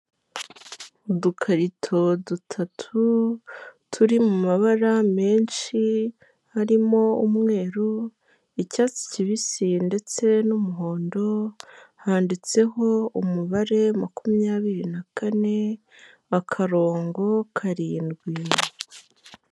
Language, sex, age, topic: Kinyarwanda, male, 18-24, health